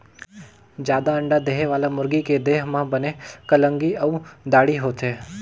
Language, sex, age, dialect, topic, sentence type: Chhattisgarhi, male, 18-24, Northern/Bhandar, agriculture, statement